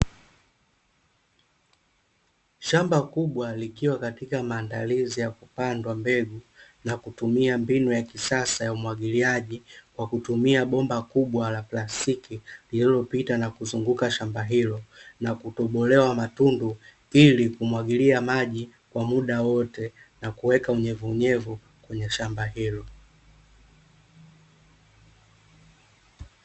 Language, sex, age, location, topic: Swahili, male, 25-35, Dar es Salaam, agriculture